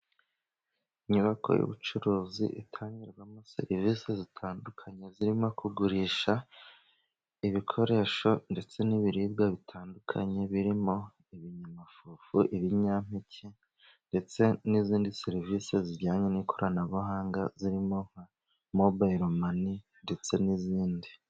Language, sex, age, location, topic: Kinyarwanda, male, 25-35, Musanze, finance